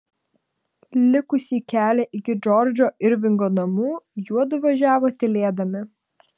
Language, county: Lithuanian, Vilnius